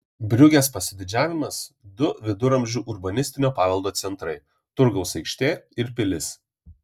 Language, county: Lithuanian, Vilnius